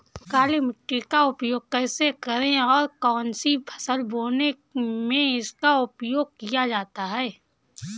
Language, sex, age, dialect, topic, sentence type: Hindi, female, 18-24, Awadhi Bundeli, agriculture, question